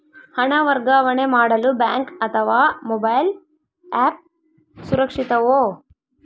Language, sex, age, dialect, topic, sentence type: Kannada, female, 18-24, Central, banking, question